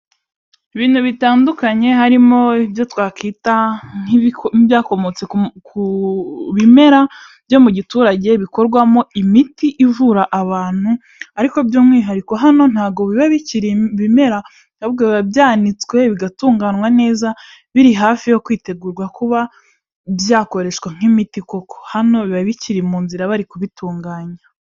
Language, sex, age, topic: Kinyarwanda, female, 18-24, health